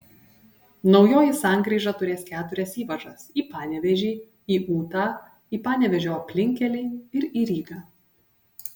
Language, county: Lithuanian, Panevėžys